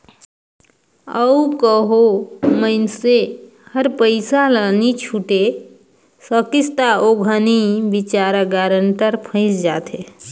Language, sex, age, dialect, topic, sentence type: Chhattisgarhi, female, 31-35, Northern/Bhandar, banking, statement